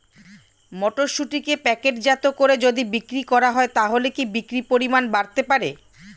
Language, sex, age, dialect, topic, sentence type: Bengali, female, 41-45, Standard Colloquial, agriculture, question